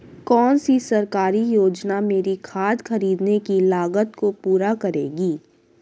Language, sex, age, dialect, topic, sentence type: Hindi, female, 36-40, Hindustani Malvi Khadi Boli, agriculture, question